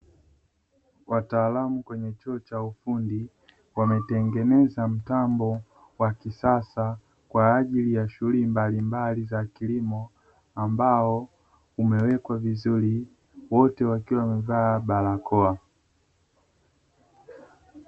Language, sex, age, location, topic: Swahili, male, 25-35, Dar es Salaam, education